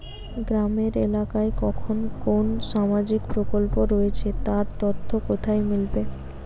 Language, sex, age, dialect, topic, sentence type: Bengali, female, 18-24, Rajbangshi, banking, question